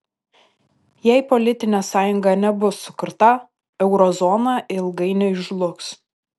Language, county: Lithuanian, Panevėžys